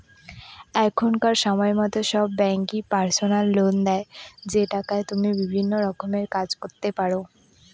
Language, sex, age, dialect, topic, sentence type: Bengali, female, <18, Northern/Varendri, banking, statement